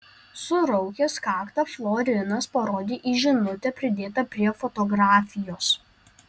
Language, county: Lithuanian, Alytus